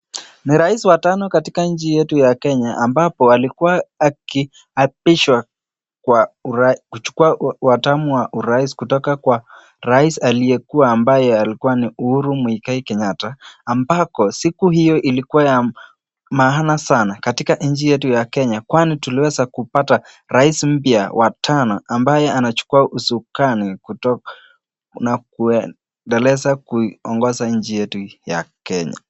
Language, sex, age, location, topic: Swahili, male, 18-24, Nakuru, government